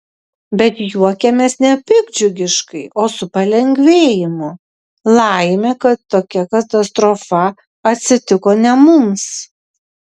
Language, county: Lithuanian, Vilnius